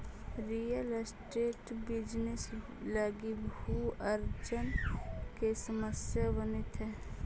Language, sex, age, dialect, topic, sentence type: Magahi, female, 18-24, Central/Standard, banking, statement